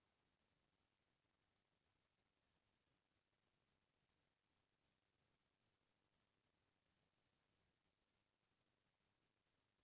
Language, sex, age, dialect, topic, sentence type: Chhattisgarhi, female, 36-40, Central, banking, statement